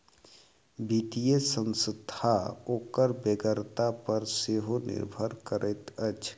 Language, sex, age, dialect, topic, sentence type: Maithili, male, 36-40, Southern/Standard, banking, statement